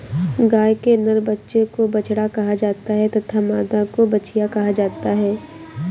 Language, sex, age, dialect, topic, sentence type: Hindi, female, 18-24, Awadhi Bundeli, agriculture, statement